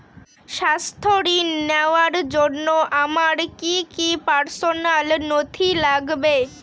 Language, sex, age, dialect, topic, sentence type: Bengali, female, 18-24, Northern/Varendri, banking, question